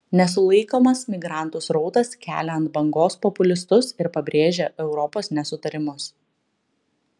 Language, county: Lithuanian, Klaipėda